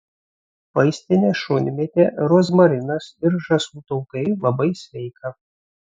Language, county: Lithuanian, Vilnius